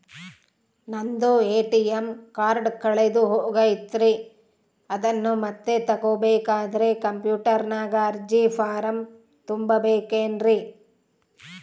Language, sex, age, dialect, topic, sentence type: Kannada, female, 36-40, Central, banking, question